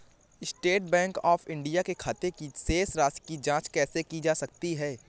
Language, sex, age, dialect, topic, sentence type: Hindi, male, 18-24, Awadhi Bundeli, banking, question